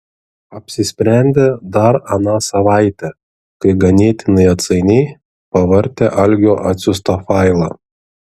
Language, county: Lithuanian, Šiauliai